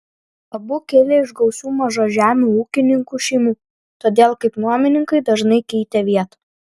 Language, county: Lithuanian, Vilnius